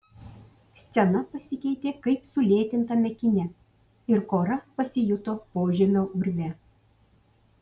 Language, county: Lithuanian, Utena